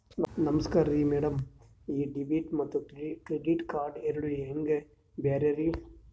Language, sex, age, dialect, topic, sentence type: Kannada, male, 31-35, Northeastern, banking, question